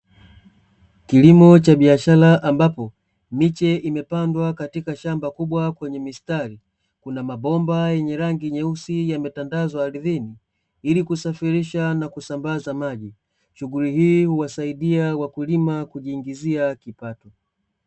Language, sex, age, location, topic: Swahili, male, 25-35, Dar es Salaam, agriculture